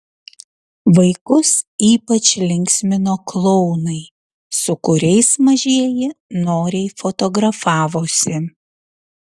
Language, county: Lithuanian, Utena